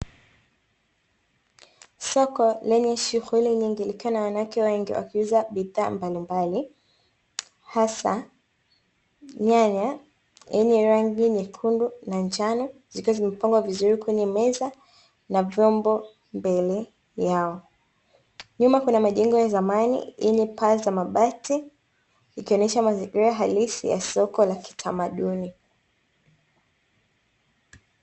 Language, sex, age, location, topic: Swahili, female, 25-35, Dar es Salaam, finance